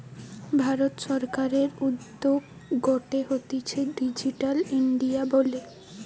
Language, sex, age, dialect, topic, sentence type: Bengali, female, 18-24, Western, banking, statement